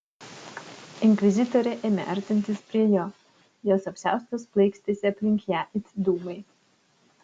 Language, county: Lithuanian, Utena